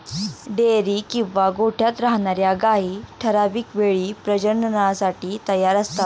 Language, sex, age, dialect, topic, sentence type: Marathi, female, 18-24, Standard Marathi, agriculture, statement